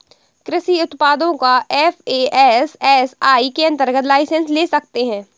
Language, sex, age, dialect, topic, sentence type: Hindi, female, 60-100, Awadhi Bundeli, agriculture, statement